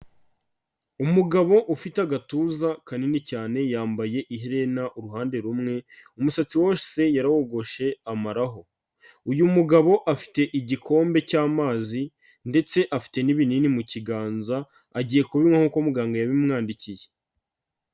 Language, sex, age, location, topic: Kinyarwanda, male, 36-49, Kigali, health